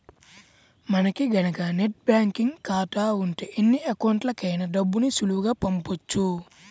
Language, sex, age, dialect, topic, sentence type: Telugu, male, 18-24, Central/Coastal, banking, statement